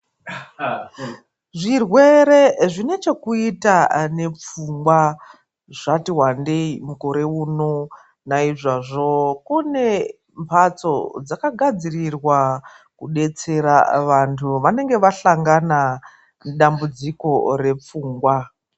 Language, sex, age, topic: Ndau, female, 25-35, health